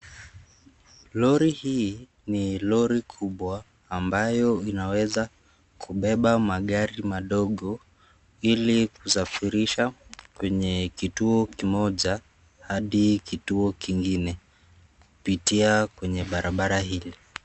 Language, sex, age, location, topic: Swahili, male, 50+, Nakuru, finance